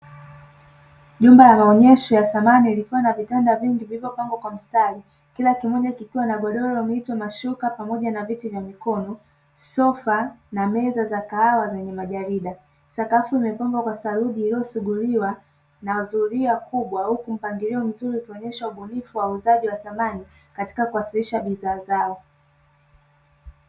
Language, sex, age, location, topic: Swahili, male, 18-24, Dar es Salaam, finance